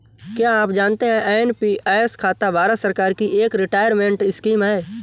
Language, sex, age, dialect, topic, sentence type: Hindi, male, 18-24, Awadhi Bundeli, banking, statement